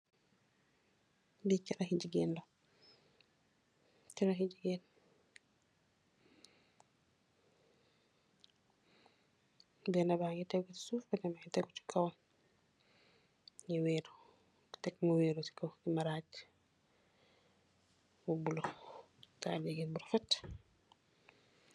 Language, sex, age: Wolof, female, 25-35